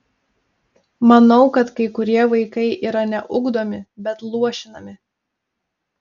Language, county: Lithuanian, Telšiai